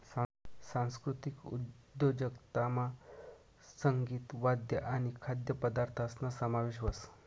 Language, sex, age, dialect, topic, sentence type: Marathi, male, 25-30, Northern Konkan, banking, statement